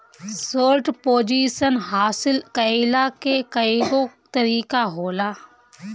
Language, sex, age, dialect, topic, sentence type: Bhojpuri, female, 31-35, Northern, banking, statement